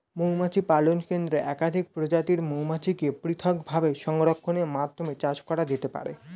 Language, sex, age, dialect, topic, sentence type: Bengali, male, 18-24, Standard Colloquial, agriculture, statement